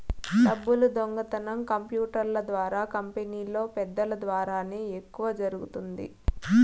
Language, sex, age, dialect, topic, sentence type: Telugu, female, 18-24, Southern, banking, statement